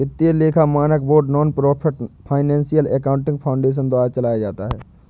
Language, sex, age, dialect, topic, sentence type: Hindi, male, 18-24, Awadhi Bundeli, banking, statement